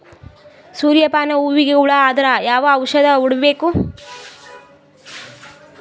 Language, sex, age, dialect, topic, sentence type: Kannada, female, 18-24, Northeastern, agriculture, question